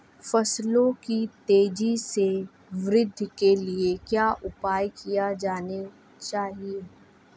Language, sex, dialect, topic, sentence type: Hindi, female, Marwari Dhudhari, agriculture, question